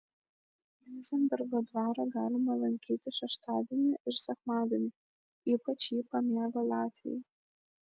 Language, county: Lithuanian, Šiauliai